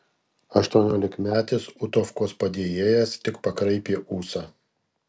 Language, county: Lithuanian, Kaunas